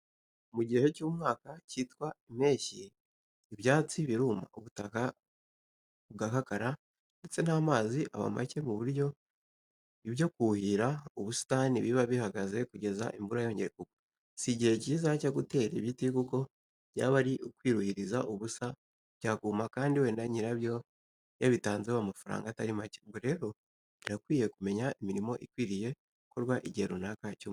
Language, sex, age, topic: Kinyarwanda, male, 18-24, education